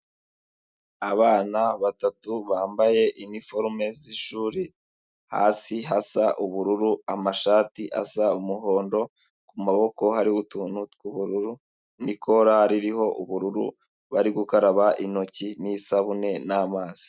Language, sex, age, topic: Kinyarwanda, male, 25-35, health